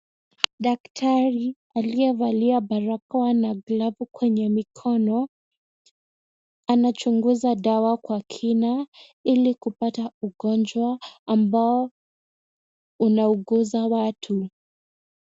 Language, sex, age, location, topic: Swahili, female, 18-24, Kisumu, health